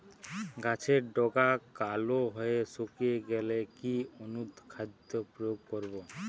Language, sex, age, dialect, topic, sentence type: Bengali, male, 31-35, Western, agriculture, question